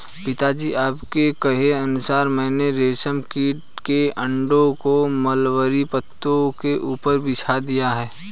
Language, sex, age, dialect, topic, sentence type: Hindi, male, 18-24, Hindustani Malvi Khadi Boli, agriculture, statement